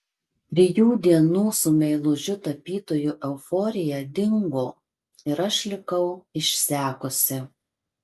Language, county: Lithuanian, Marijampolė